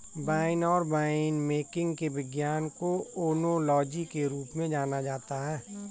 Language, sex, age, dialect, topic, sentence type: Hindi, male, 41-45, Kanauji Braj Bhasha, agriculture, statement